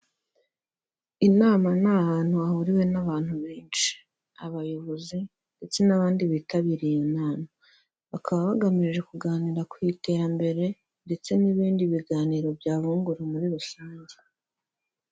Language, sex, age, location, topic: Kinyarwanda, female, 25-35, Huye, government